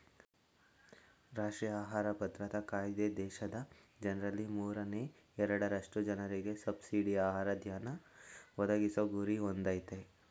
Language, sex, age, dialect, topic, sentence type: Kannada, male, 18-24, Mysore Kannada, agriculture, statement